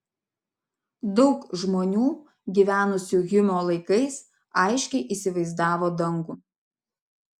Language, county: Lithuanian, Vilnius